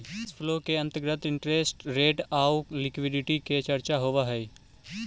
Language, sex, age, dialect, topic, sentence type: Magahi, male, 18-24, Central/Standard, agriculture, statement